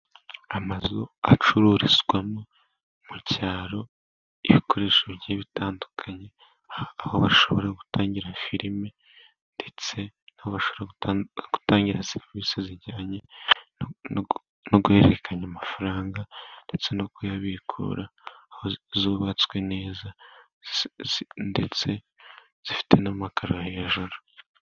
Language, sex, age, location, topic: Kinyarwanda, male, 18-24, Musanze, finance